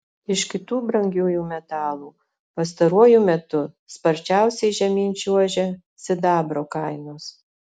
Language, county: Lithuanian, Alytus